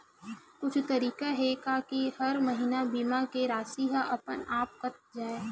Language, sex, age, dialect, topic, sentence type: Chhattisgarhi, female, 25-30, Western/Budati/Khatahi, banking, question